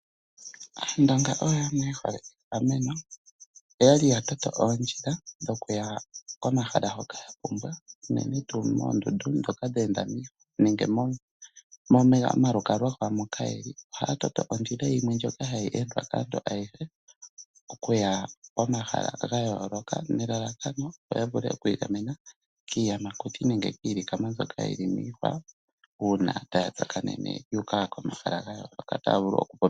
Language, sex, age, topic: Oshiwambo, male, 25-35, agriculture